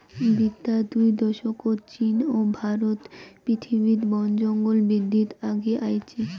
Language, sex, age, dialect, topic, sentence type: Bengali, female, 18-24, Rajbangshi, agriculture, statement